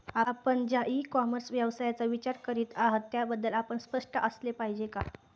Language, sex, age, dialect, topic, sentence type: Marathi, female, 18-24, Standard Marathi, agriculture, question